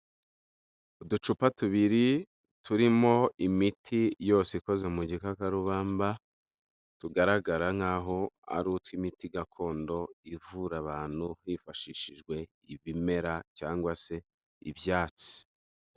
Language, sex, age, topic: Kinyarwanda, male, 25-35, health